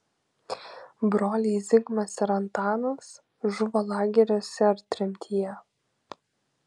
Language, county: Lithuanian, Kaunas